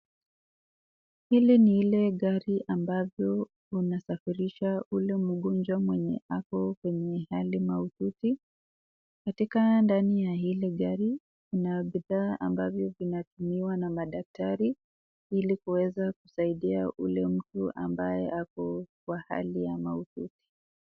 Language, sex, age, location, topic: Swahili, female, 25-35, Nakuru, health